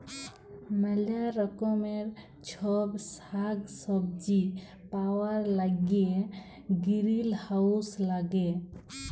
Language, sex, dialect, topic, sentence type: Bengali, female, Jharkhandi, agriculture, statement